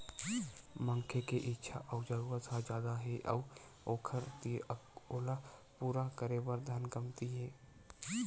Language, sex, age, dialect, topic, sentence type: Chhattisgarhi, male, 18-24, Western/Budati/Khatahi, banking, statement